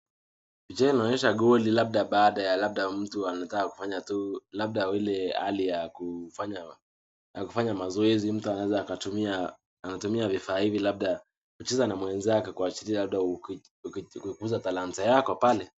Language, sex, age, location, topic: Swahili, male, 18-24, Nakuru, education